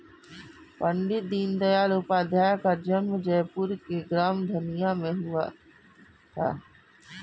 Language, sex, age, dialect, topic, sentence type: Hindi, female, 51-55, Kanauji Braj Bhasha, banking, statement